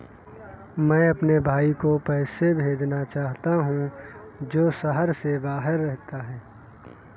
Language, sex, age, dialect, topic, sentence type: Hindi, male, 18-24, Kanauji Braj Bhasha, banking, statement